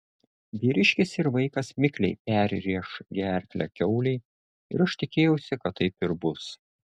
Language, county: Lithuanian, Šiauliai